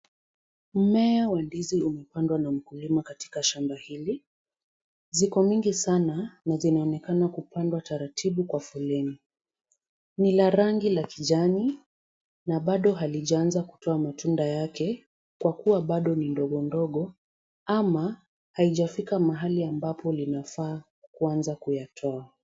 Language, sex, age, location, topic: Swahili, female, 18-24, Kisumu, agriculture